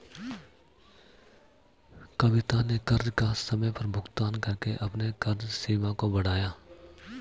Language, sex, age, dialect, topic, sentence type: Hindi, male, 31-35, Marwari Dhudhari, banking, statement